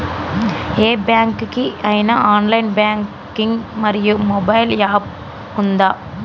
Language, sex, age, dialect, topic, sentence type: Telugu, female, 25-30, Telangana, banking, question